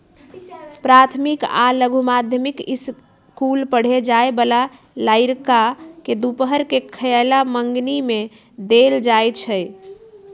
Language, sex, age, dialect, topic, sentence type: Magahi, female, 31-35, Western, agriculture, statement